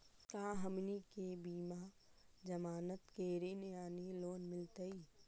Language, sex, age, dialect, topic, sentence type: Magahi, female, 18-24, Central/Standard, banking, question